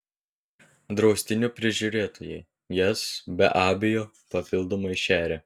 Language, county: Lithuanian, Telšiai